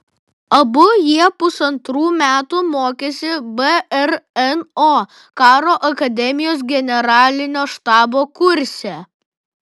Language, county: Lithuanian, Vilnius